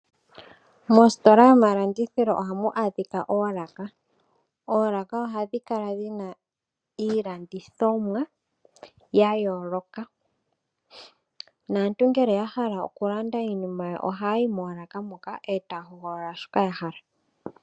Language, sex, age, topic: Oshiwambo, female, 18-24, finance